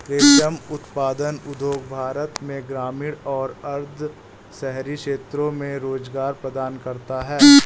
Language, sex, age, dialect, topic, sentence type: Hindi, male, 18-24, Awadhi Bundeli, agriculture, statement